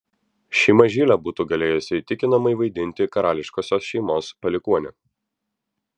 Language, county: Lithuanian, Vilnius